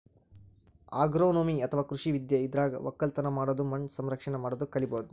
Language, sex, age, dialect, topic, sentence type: Kannada, male, 18-24, Northeastern, agriculture, statement